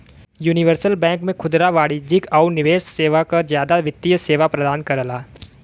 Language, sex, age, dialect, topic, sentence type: Bhojpuri, male, 18-24, Western, banking, statement